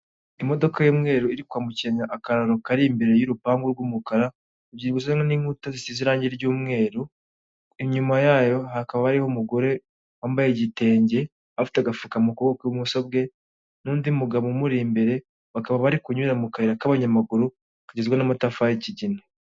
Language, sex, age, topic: Kinyarwanda, male, 18-24, government